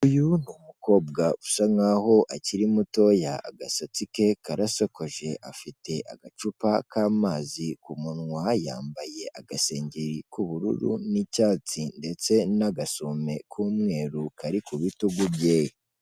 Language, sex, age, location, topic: Kinyarwanda, male, 25-35, Kigali, health